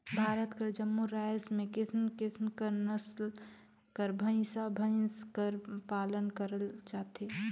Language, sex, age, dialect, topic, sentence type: Chhattisgarhi, female, 18-24, Northern/Bhandar, agriculture, statement